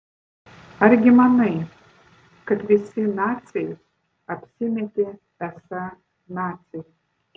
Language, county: Lithuanian, Vilnius